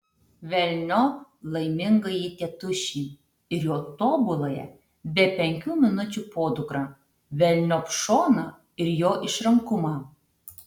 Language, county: Lithuanian, Tauragė